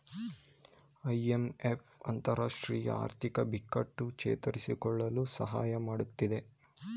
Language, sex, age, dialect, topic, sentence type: Kannada, male, 18-24, Mysore Kannada, banking, statement